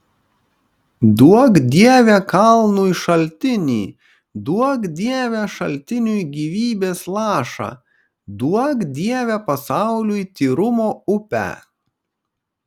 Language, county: Lithuanian, Kaunas